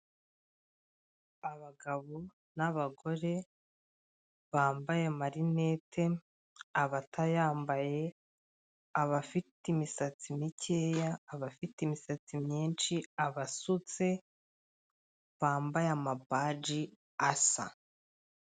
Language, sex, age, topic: Kinyarwanda, female, 25-35, government